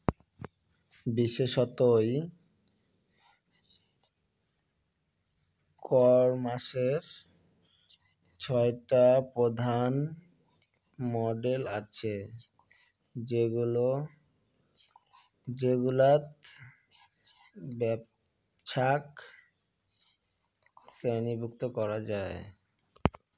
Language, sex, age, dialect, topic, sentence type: Bengali, male, 60-100, Rajbangshi, agriculture, statement